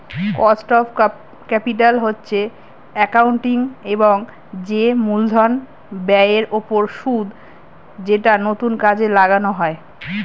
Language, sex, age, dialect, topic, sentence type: Bengali, female, 31-35, Standard Colloquial, banking, statement